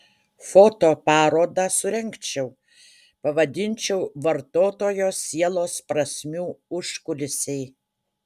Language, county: Lithuanian, Utena